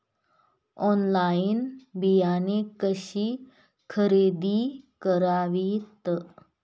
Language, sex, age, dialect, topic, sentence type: Marathi, female, 31-35, Northern Konkan, agriculture, statement